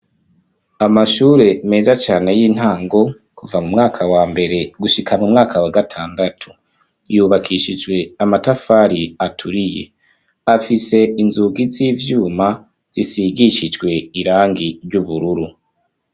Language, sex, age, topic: Rundi, male, 25-35, education